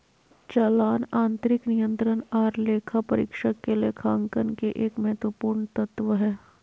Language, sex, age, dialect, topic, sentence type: Magahi, female, 25-30, Southern, banking, statement